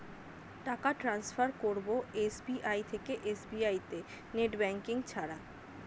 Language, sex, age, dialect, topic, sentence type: Bengali, female, 25-30, Standard Colloquial, banking, question